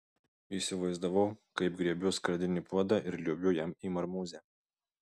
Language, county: Lithuanian, Vilnius